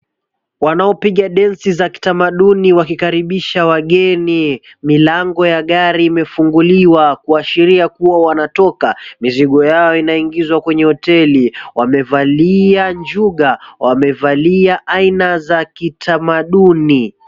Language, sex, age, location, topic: Swahili, male, 25-35, Mombasa, government